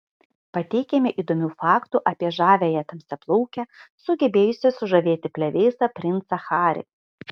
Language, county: Lithuanian, Kaunas